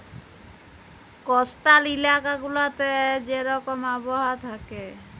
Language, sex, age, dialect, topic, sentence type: Bengali, female, 18-24, Jharkhandi, agriculture, statement